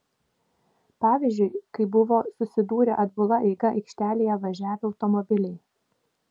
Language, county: Lithuanian, Vilnius